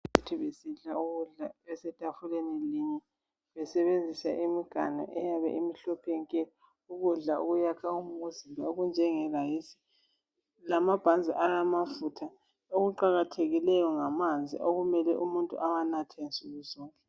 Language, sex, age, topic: North Ndebele, female, 25-35, education